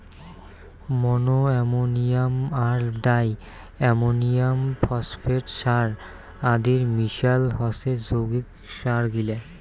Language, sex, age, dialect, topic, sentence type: Bengali, male, 18-24, Rajbangshi, agriculture, statement